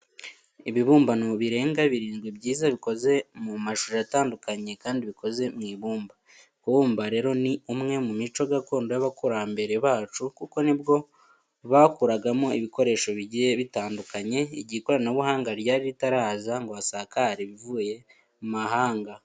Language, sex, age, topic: Kinyarwanda, male, 18-24, education